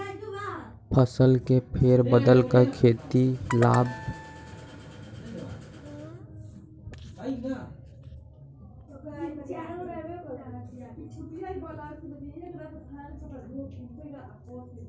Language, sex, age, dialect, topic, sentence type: Magahi, male, 18-24, Western, agriculture, question